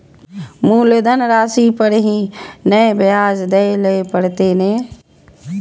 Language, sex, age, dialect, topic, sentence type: Maithili, female, 25-30, Eastern / Thethi, banking, question